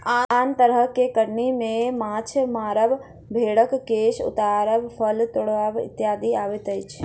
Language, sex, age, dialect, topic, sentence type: Maithili, female, 56-60, Southern/Standard, agriculture, statement